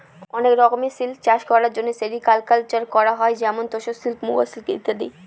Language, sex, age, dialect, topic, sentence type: Bengali, female, 31-35, Northern/Varendri, agriculture, statement